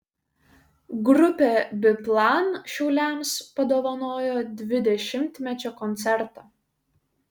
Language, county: Lithuanian, Šiauliai